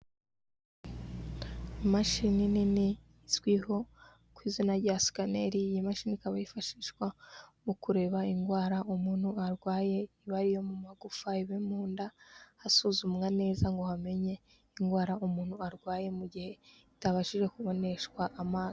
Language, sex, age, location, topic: Kinyarwanda, female, 18-24, Kigali, health